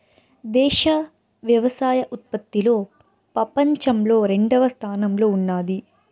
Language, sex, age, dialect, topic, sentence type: Telugu, female, 56-60, Southern, agriculture, statement